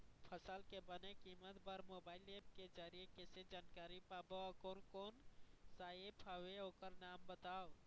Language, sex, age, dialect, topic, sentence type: Chhattisgarhi, male, 18-24, Eastern, agriculture, question